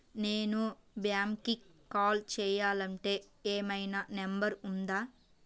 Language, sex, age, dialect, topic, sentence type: Telugu, female, 18-24, Central/Coastal, banking, question